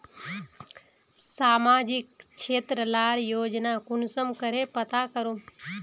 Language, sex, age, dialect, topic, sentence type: Magahi, female, 25-30, Northeastern/Surjapuri, banking, question